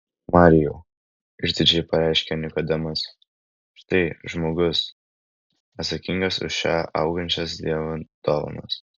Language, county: Lithuanian, Kaunas